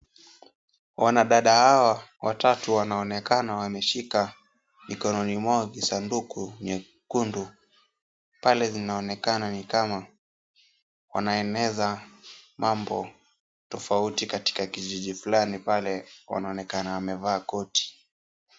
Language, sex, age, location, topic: Swahili, male, 18-24, Kisumu, health